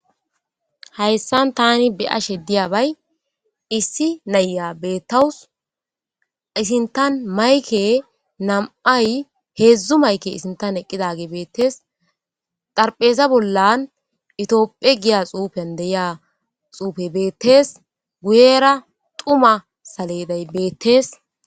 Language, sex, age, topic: Gamo, female, 18-24, government